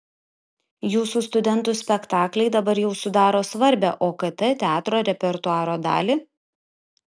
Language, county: Lithuanian, Kaunas